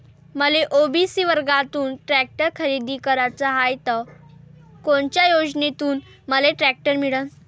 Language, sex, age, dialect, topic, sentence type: Marathi, female, 18-24, Varhadi, agriculture, question